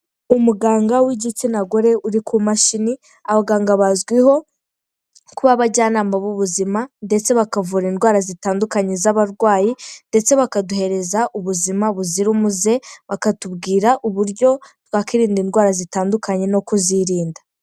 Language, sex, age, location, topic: Kinyarwanda, female, 18-24, Kigali, health